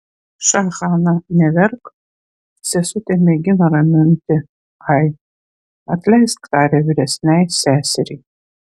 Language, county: Lithuanian, Vilnius